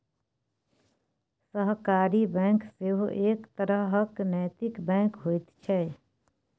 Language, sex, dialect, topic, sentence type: Maithili, female, Bajjika, banking, statement